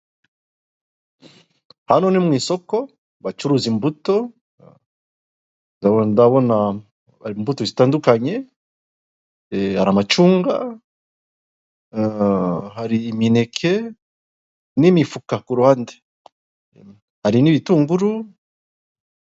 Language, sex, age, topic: Kinyarwanda, male, 36-49, finance